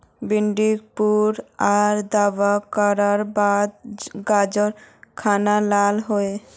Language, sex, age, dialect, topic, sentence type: Magahi, female, 41-45, Northeastern/Surjapuri, agriculture, question